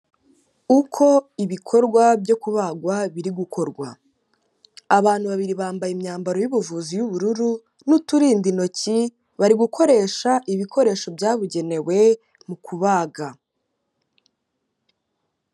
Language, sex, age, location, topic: Kinyarwanda, female, 18-24, Kigali, health